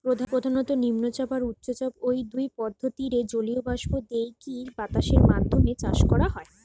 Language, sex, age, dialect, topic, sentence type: Bengali, female, 25-30, Western, agriculture, statement